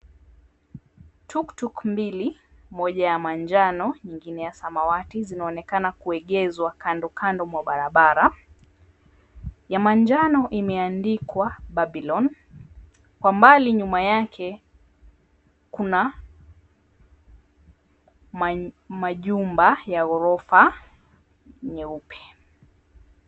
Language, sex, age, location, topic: Swahili, female, 25-35, Mombasa, government